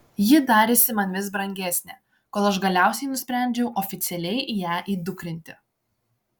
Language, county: Lithuanian, Klaipėda